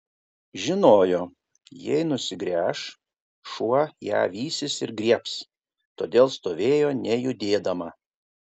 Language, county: Lithuanian, Kaunas